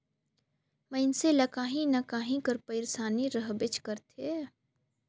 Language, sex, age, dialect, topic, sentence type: Chhattisgarhi, female, 18-24, Northern/Bhandar, banking, statement